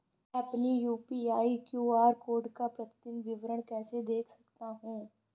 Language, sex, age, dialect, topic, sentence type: Hindi, female, 25-30, Awadhi Bundeli, banking, question